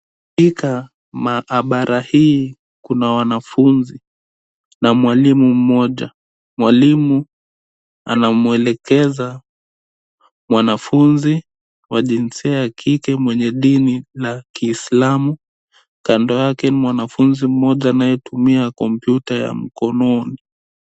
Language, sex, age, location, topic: Swahili, male, 18-24, Nairobi, education